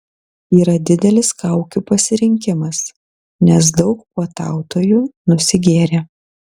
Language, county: Lithuanian, Kaunas